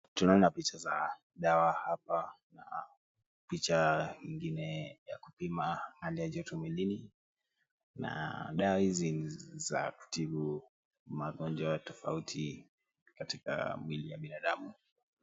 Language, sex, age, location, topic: Swahili, male, 18-24, Kisumu, health